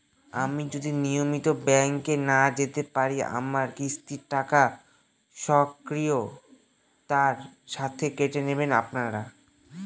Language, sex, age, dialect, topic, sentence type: Bengali, male, <18, Northern/Varendri, banking, question